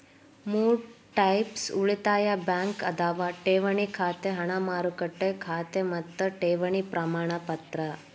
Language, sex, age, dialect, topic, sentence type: Kannada, female, 18-24, Dharwad Kannada, banking, statement